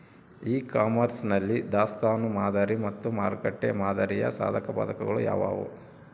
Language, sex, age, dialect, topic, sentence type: Kannada, male, 46-50, Central, agriculture, question